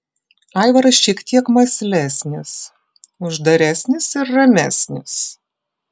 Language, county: Lithuanian, Klaipėda